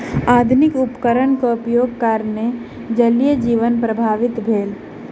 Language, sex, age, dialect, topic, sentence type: Maithili, female, 18-24, Southern/Standard, agriculture, statement